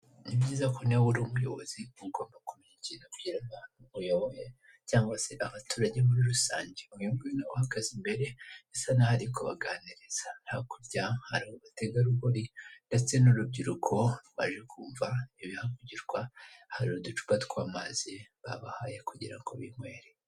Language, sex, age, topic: Kinyarwanda, female, 18-24, government